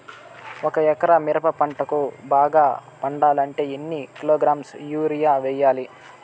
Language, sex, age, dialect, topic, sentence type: Telugu, male, 25-30, Southern, agriculture, question